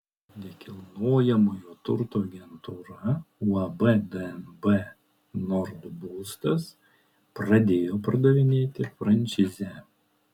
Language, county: Lithuanian, Kaunas